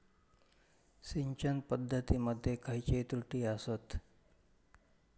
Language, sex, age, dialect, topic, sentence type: Marathi, male, 46-50, Southern Konkan, agriculture, question